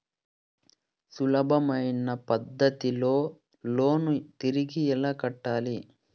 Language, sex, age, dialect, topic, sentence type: Telugu, male, 41-45, Southern, banking, question